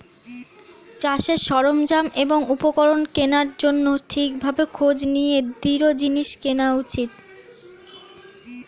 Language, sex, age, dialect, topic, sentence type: Bengali, female, 25-30, Standard Colloquial, agriculture, statement